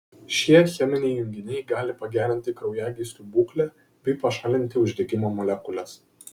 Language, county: Lithuanian, Kaunas